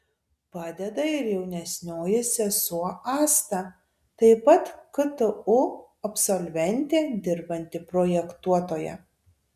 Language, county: Lithuanian, Tauragė